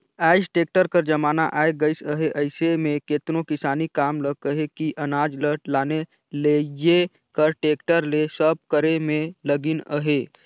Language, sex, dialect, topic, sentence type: Chhattisgarhi, male, Northern/Bhandar, agriculture, statement